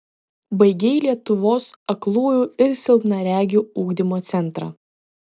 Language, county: Lithuanian, Vilnius